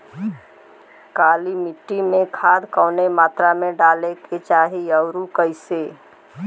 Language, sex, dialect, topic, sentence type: Bhojpuri, female, Western, agriculture, question